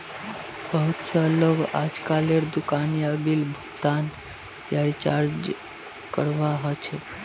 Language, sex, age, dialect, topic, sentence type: Magahi, male, 46-50, Northeastern/Surjapuri, banking, statement